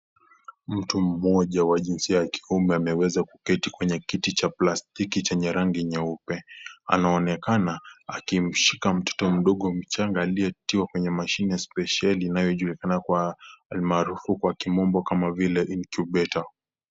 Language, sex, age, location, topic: Swahili, male, 18-24, Kisii, health